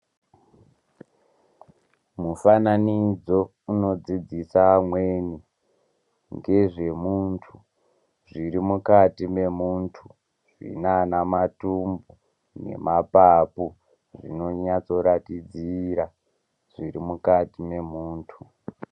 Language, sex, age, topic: Ndau, male, 18-24, education